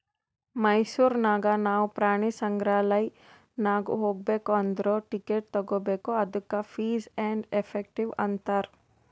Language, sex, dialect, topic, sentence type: Kannada, female, Northeastern, banking, statement